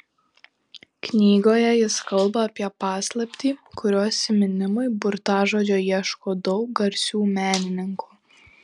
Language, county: Lithuanian, Šiauliai